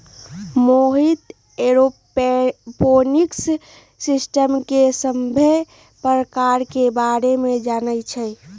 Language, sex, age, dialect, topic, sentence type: Magahi, female, 18-24, Western, agriculture, statement